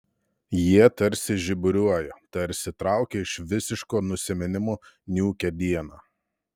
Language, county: Lithuanian, Telšiai